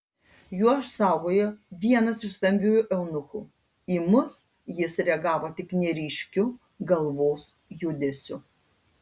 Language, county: Lithuanian, Panevėžys